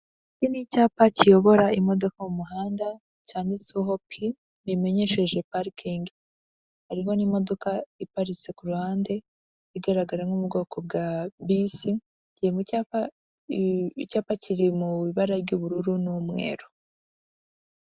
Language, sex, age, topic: Kinyarwanda, female, 25-35, government